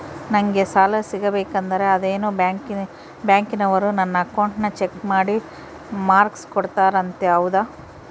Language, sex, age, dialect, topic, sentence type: Kannada, female, 18-24, Central, banking, question